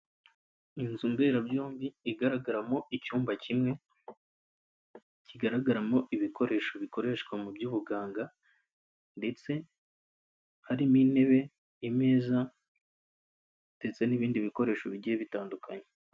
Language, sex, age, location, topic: Kinyarwanda, male, 25-35, Kigali, health